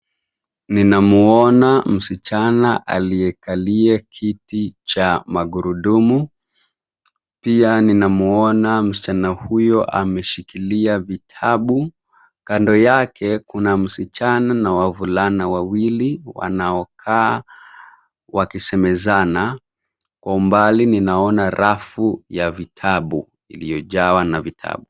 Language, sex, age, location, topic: Swahili, male, 25-35, Nairobi, education